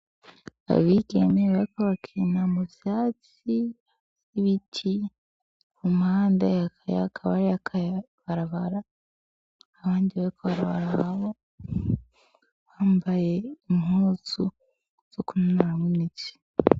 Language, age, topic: Rundi, 18-24, education